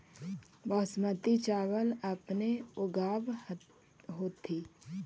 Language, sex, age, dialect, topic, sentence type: Magahi, female, 25-30, Central/Standard, agriculture, question